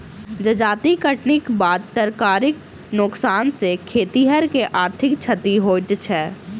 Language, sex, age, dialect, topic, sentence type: Maithili, female, 25-30, Southern/Standard, agriculture, statement